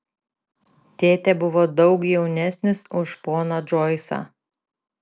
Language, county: Lithuanian, Šiauliai